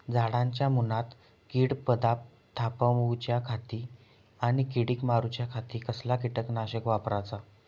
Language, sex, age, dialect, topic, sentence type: Marathi, male, 41-45, Southern Konkan, agriculture, question